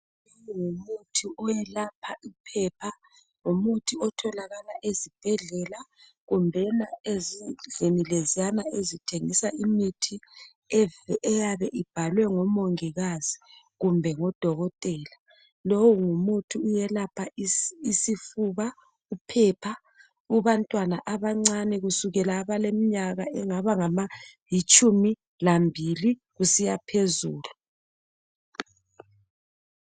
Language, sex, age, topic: North Ndebele, female, 36-49, health